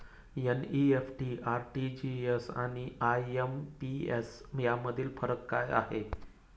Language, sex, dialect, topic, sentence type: Marathi, male, Standard Marathi, banking, question